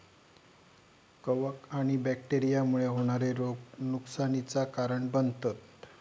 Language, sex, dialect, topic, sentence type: Marathi, male, Southern Konkan, agriculture, statement